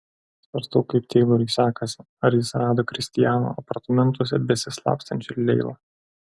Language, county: Lithuanian, Klaipėda